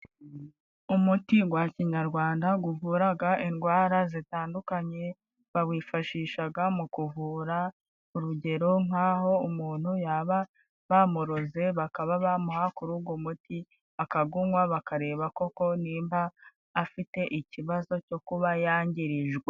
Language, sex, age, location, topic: Kinyarwanda, female, 25-35, Musanze, health